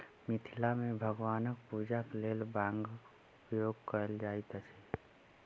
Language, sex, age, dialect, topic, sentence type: Maithili, male, 25-30, Southern/Standard, agriculture, statement